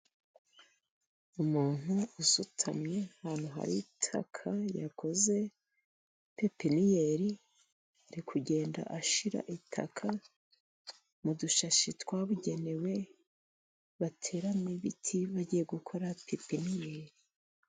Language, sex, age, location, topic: Kinyarwanda, female, 50+, Musanze, agriculture